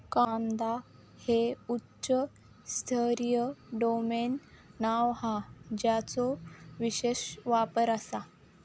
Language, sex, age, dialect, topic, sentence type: Marathi, female, 18-24, Southern Konkan, agriculture, statement